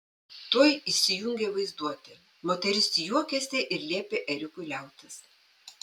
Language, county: Lithuanian, Panevėžys